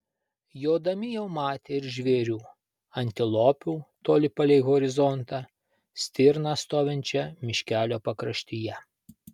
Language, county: Lithuanian, Vilnius